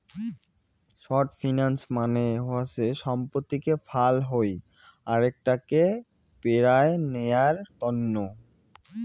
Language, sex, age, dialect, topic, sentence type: Bengali, male, 18-24, Rajbangshi, banking, statement